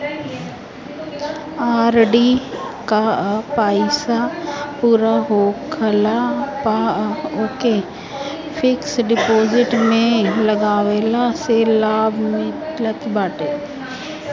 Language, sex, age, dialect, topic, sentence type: Bhojpuri, female, 31-35, Northern, banking, statement